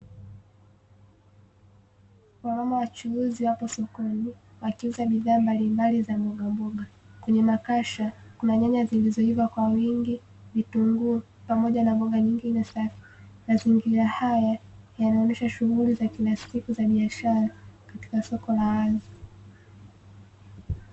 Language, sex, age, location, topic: Swahili, female, 18-24, Dar es Salaam, finance